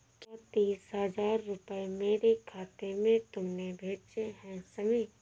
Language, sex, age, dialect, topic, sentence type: Hindi, female, 36-40, Awadhi Bundeli, banking, statement